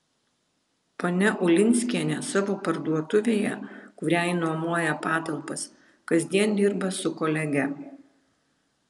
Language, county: Lithuanian, Vilnius